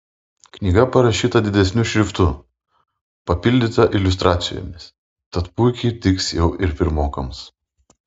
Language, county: Lithuanian, Vilnius